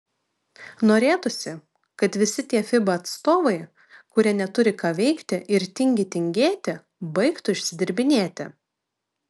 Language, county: Lithuanian, Vilnius